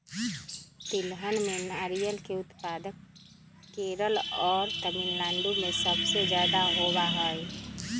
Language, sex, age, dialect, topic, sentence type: Magahi, female, 36-40, Western, agriculture, statement